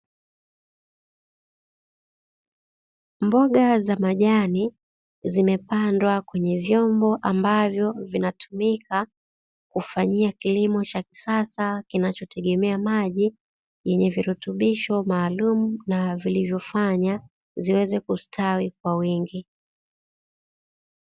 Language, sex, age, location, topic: Swahili, female, 25-35, Dar es Salaam, agriculture